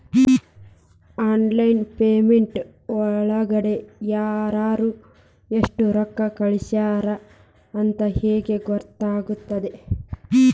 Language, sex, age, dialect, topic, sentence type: Kannada, female, 25-30, Dharwad Kannada, banking, question